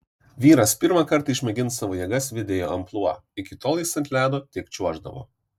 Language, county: Lithuanian, Vilnius